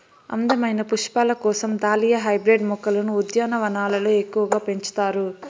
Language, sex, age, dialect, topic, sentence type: Telugu, male, 18-24, Southern, agriculture, statement